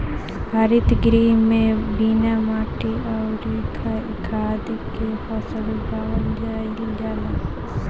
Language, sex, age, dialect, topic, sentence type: Bhojpuri, female, 18-24, Southern / Standard, agriculture, statement